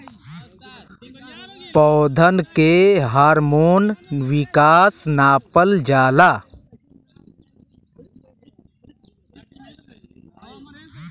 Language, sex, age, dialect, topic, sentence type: Bhojpuri, male, 25-30, Western, agriculture, statement